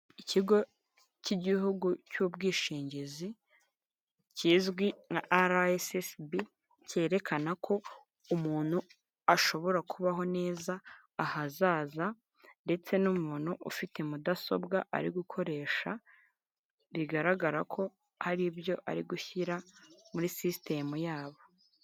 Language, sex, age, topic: Kinyarwanda, female, 18-24, finance